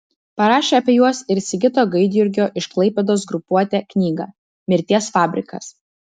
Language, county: Lithuanian, Vilnius